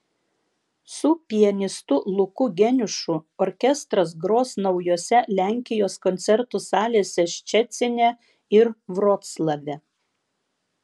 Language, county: Lithuanian, Vilnius